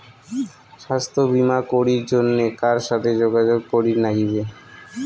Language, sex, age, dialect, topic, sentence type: Bengali, male, 25-30, Rajbangshi, banking, question